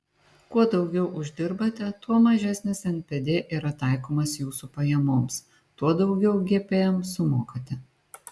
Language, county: Lithuanian, Šiauliai